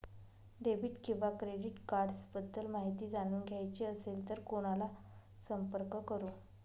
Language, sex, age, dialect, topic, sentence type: Marathi, male, 31-35, Northern Konkan, banking, question